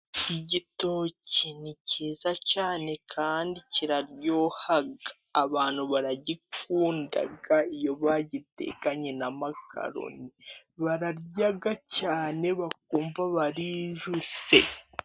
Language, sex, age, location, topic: Kinyarwanda, female, 18-24, Musanze, finance